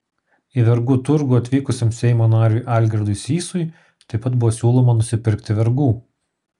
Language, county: Lithuanian, Kaunas